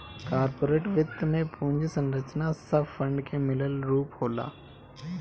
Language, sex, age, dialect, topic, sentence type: Bhojpuri, male, 31-35, Northern, banking, statement